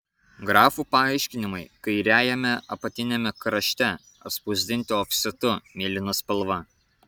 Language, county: Lithuanian, Kaunas